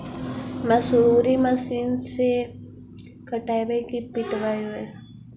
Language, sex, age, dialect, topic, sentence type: Magahi, female, 56-60, Central/Standard, agriculture, question